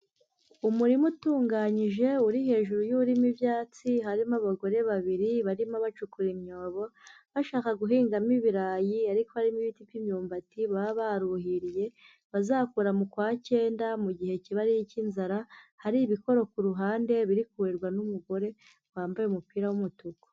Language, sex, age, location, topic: Kinyarwanda, female, 18-24, Huye, agriculture